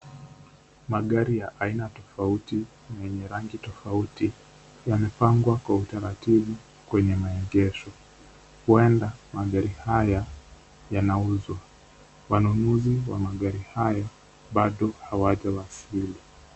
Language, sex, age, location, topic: Swahili, male, 18-24, Kisumu, finance